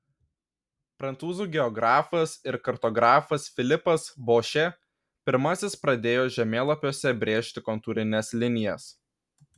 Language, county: Lithuanian, Kaunas